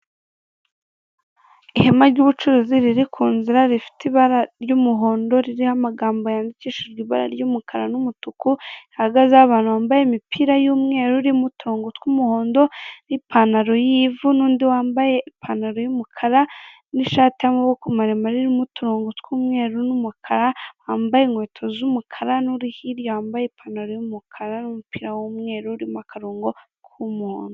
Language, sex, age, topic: Kinyarwanda, female, 18-24, finance